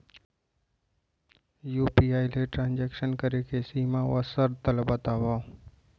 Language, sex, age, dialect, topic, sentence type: Chhattisgarhi, male, 25-30, Central, banking, question